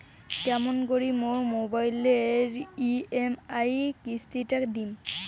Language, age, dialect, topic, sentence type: Bengali, <18, Rajbangshi, banking, question